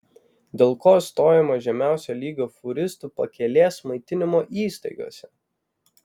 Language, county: Lithuanian, Vilnius